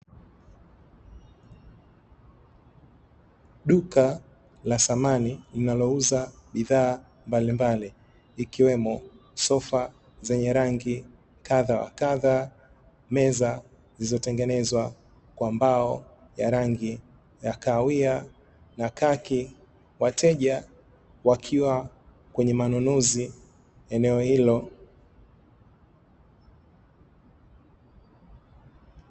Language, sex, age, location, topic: Swahili, male, 25-35, Dar es Salaam, finance